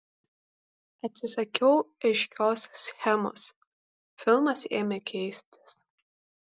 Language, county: Lithuanian, Kaunas